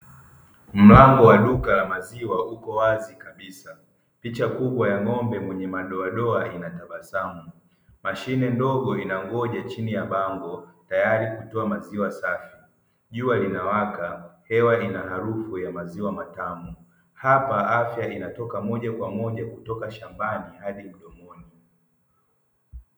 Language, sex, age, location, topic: Swahili, male, 50+, Dar es Salaam, finance